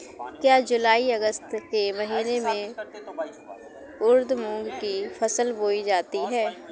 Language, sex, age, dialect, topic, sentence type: Hindi, female, 18-24, Awadhi Bundeli, agriculture, question